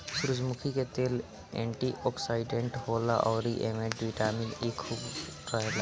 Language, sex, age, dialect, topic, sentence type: Bhojpuri, male, 18-24, Northern, agriculture, statement